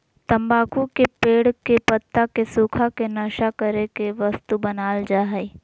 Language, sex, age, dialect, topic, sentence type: Magahi, female, 18-24, Southern, agriculture, statement